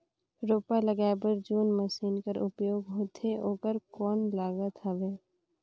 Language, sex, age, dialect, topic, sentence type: Chhattisgarhi, female, 60-100, Northern/Bhandar, agriculture, question